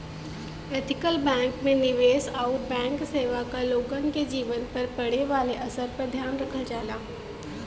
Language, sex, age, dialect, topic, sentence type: Bhojpuri, female, 18-24, Western, banking, statement